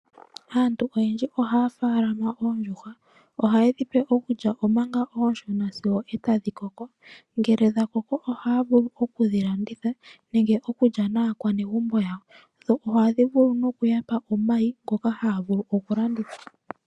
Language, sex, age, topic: Oshiwambo, female, 25-35, agriculture